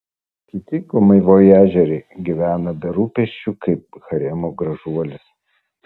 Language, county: Lithuanian, Vilnius